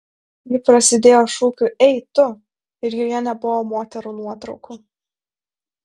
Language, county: Lithuanian, Vilnius